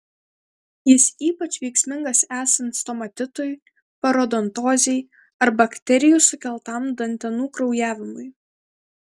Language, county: Lithuanian, Kaunas